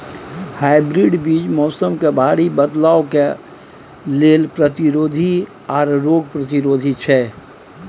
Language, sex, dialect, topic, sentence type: Maithili, male, Bajjika, agriculture, statement